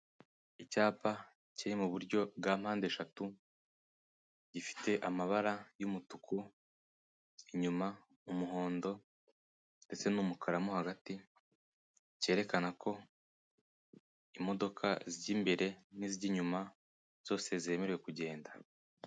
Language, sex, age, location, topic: Kinyarwanda, male, 18-24, Kigali, government